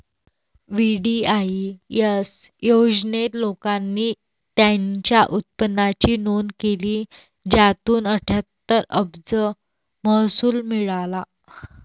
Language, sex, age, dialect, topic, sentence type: Marathi, female, 18-24, Varhadi, banking, statement